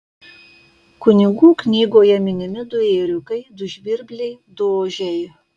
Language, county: Lithuanian, Kaunas